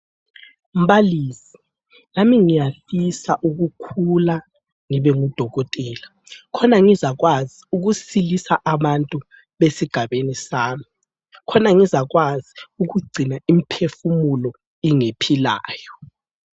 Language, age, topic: North Ndebele, 25-35, education